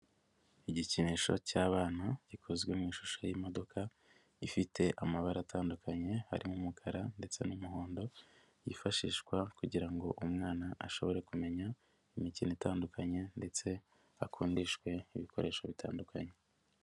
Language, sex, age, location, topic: Kinyarwanda, male, 50+, Nyagatare, education